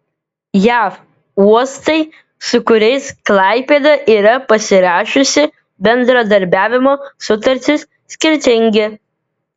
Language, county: Lithuanian, Vilnius